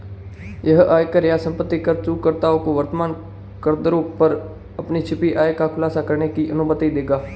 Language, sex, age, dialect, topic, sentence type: Hindi, male, 18-24, Marwari Dhudhari, banking, statement